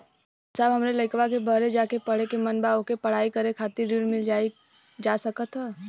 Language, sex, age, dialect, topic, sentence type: Bhojpuri, female, 18-24, Western, banking, question